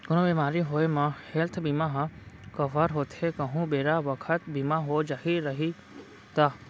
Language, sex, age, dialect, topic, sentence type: Chhattisgarhi, male, 41-45, Central, banking, statement